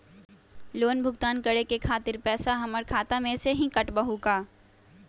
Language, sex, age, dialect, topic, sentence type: Magahi, female, 18-24, Western, banking, question